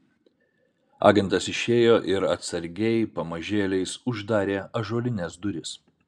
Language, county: Lithuanian, Vilnius